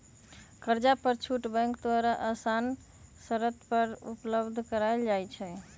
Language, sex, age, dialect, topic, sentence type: Magahi, male, 18-24, Western, banking, statement